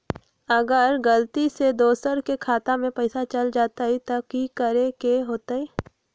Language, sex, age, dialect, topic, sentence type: Magahi, female, 25-30, Western, banking, question